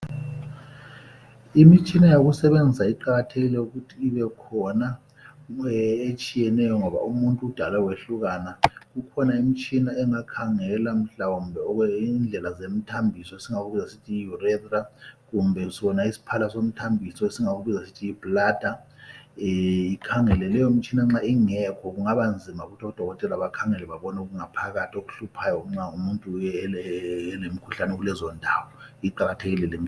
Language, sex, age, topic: North Ndebele, male, 50+, health